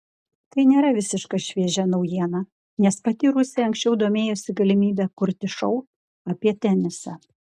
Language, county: Lithuanian, Klaipėda